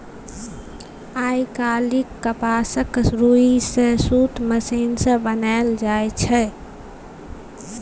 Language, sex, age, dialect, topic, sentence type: Maithili, female, 18-24, Bajjika, agriculture, statement